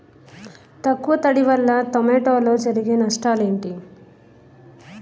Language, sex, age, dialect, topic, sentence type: Telugu, female, 31-35, Utterandhra, agriculture, question